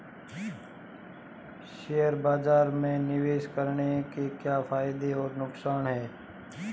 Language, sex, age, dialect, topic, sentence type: Hindi, male, 25-30, Marwari Dhudhari, banking, question